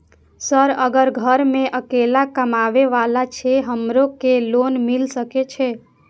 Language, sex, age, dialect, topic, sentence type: Maithili, female, 18-24, Eastern / Thethi, banking, question